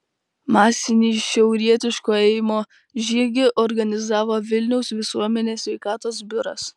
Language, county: Lithuanian, Kaunas